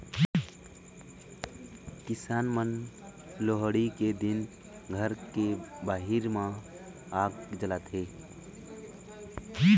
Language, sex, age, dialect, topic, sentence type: Chhattisgarhi, male, 25-30, Eastern, agriculture, statement